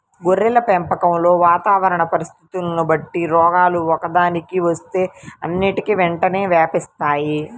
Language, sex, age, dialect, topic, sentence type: Telugu, female, 25-30, Central/Coastal, agriculture, statement